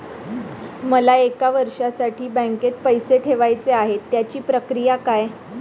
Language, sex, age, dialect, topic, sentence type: Marathi, female, 31-35, Standard Marathi, banking, question